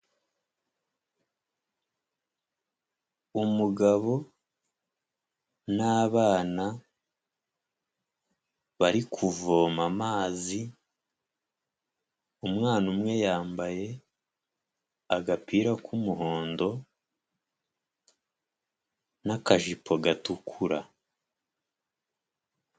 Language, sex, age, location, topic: Kinyarwanda, male, 25-35, Huye, health